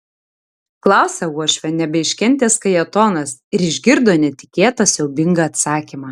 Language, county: Lithuanian, Tauragė